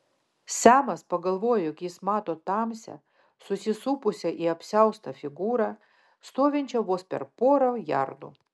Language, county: Lithuanian, Vilnius